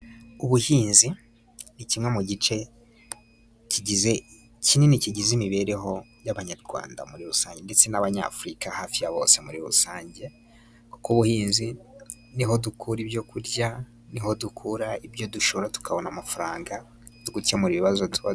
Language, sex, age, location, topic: Kinyarwanda, male, 18-24, Musanze, agriculture